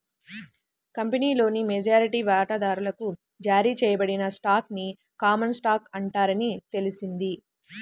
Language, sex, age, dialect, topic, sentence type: Telugu, female, 18-24, Central/Coastal, banking, statement